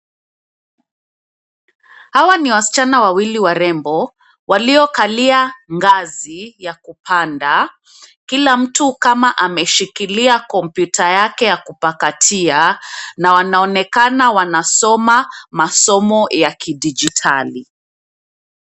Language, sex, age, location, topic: Swahili, female, 25-35, Nairobi, education